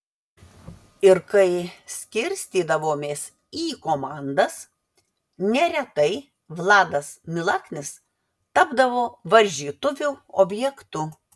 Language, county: Lithuanian, Vilnius